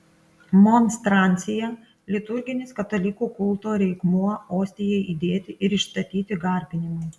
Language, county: Lithuanian, Klaipėda